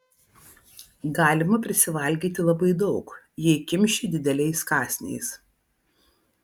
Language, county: Lithuanian, Vilnius